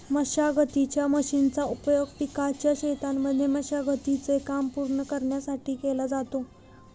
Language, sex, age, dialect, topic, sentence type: Marathi, female, 18-24, Northern Konkan, agriculture, statement